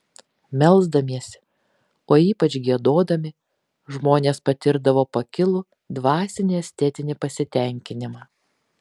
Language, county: Lithuanian, Kaunas